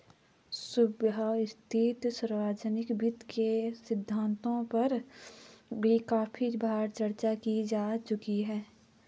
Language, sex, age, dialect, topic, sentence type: Hindi, female, 18-24, Garhwali, banking, statement